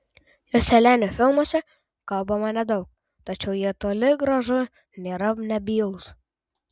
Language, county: Lithuanian, Tauragė